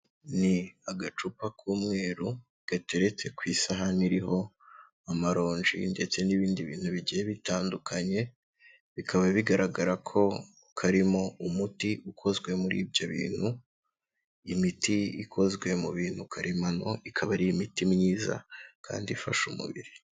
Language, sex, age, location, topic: Kinyarwanda, male, 18-24, Kigali, health